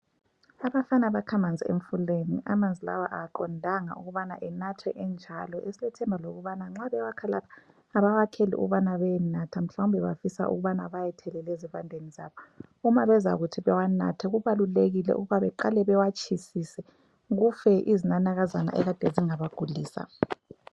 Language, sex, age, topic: North Ndebele, female, 25-35, health